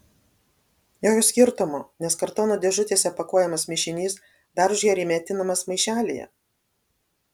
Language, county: Lithuanian, Alytus